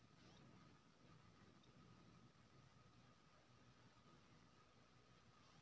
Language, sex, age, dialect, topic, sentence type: Maithili, male, 25-30, Bajjika, agriculture, statement